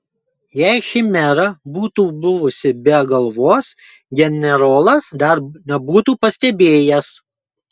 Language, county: Lithuanian, Kaunas